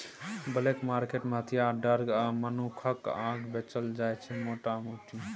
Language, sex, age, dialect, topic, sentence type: Maithili, male, 18-24, Bajjika, banking, statement